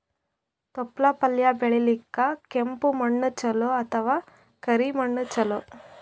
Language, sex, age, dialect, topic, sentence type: Kannada, female, 25-30, Northeastern, agriculture, question